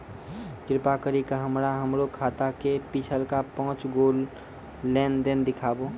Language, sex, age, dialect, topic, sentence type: Maithili, male, 18-24, Angika, banking, statement